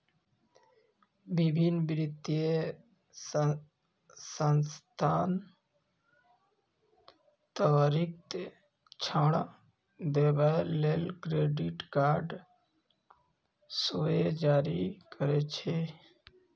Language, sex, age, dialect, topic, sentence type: Maithili, male, 25-30, Eastern / Thethi, banking, statement